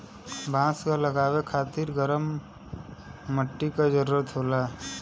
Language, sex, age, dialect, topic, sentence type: Bhojpuri, female, 18-24, Western, agriculture, statement